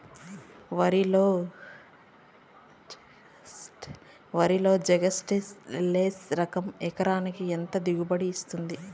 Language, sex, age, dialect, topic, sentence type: Telugu, female, 31-35, Southern, agriculture, question